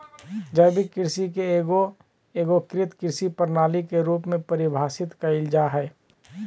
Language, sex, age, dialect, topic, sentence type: Magahi, male, 31-35, Southern, agriculture, statement